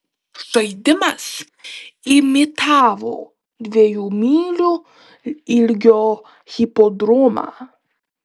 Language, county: Lithuanian, Klaipėda